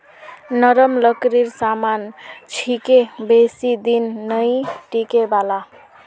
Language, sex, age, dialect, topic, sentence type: Magahi, female, 56-60, Northeastern/Surjapuri, agriculture, statement